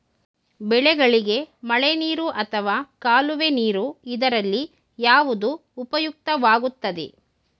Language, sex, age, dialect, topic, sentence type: Kannada, female, 31-35, Mysore Kannada, agriculture, question